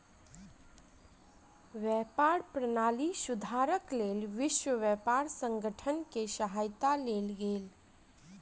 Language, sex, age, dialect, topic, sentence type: Maithili, female, 18-24, Southern/Standard, banking, statement